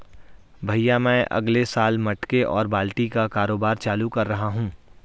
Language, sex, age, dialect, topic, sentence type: Hindi, male, 46-50, Hindustani Malvi Khadi Boli, banking, statement